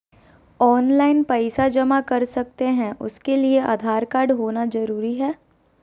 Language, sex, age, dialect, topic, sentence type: Magahi, female, 18-24, Southern, banking, question